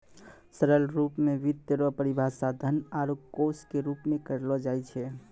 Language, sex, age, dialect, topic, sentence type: Maithili, male, 25-30, Angika, banking, statement